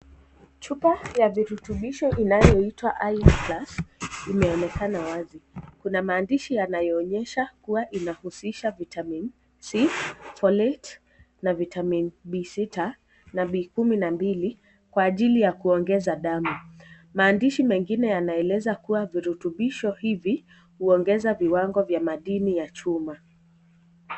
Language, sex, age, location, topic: Swahili, female, 18-24, Kisii, health